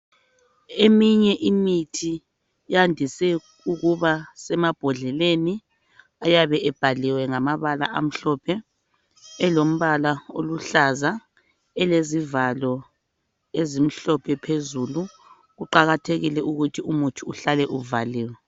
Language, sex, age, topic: North Ndebele, female, 25-35, health